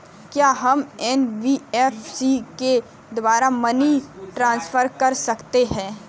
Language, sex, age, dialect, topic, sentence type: Hindi, female, 18-24, Kanauji Braj Bhasha, banking, question